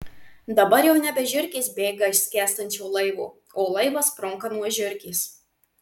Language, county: Lithuanian, Marijampolė